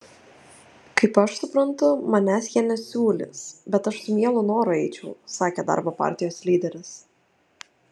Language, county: Lithuanian, Telšiai